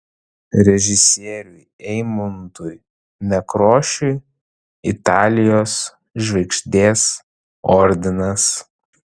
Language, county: Lithuanian, Vilnius